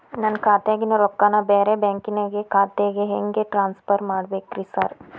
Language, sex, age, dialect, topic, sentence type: Kannada, female, 18-24, Dharwad Kannada, banking, question